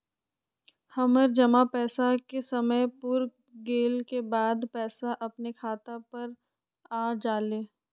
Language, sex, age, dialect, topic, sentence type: Magahi, female, 25-30, Western, banking, question